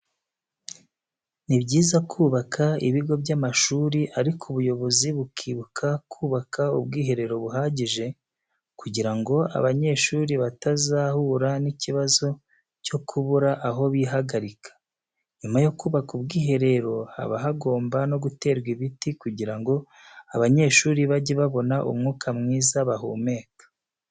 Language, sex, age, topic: Kinyarwanda, male, 36-49, education